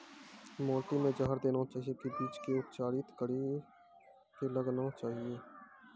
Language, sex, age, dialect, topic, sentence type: Maithili, male, 18-24, Angika, agriculture, question